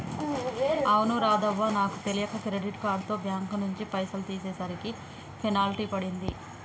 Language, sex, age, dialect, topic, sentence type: Telugu, female, 18-24, Telangana, banking, statement